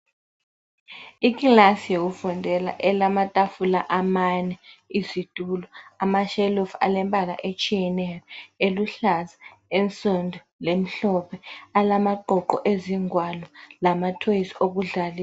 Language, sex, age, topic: North Ndebele, female, 25-35, education